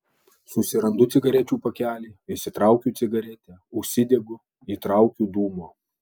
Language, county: Lithuanian, Alytus